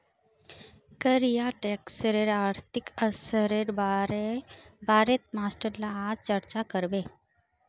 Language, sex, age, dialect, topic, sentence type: Magahi, female, 51-55, Northeastern/Surjapuri, banking, statement